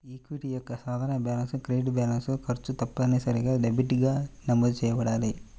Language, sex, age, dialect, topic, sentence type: Telugu, male, 18-24, Central/Coastal, banking, statement